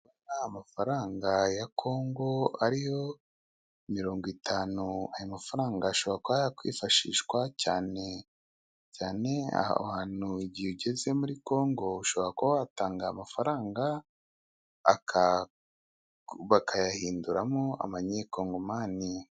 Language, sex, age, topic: Kinyarwanda, male, 25-35, finance